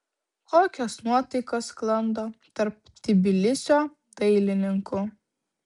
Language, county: Lithuanian, Vilnius